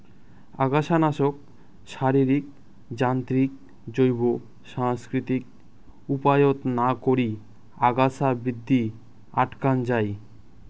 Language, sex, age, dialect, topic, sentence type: Bengali, male, 25-30, Rajbangshi, agriculture, statement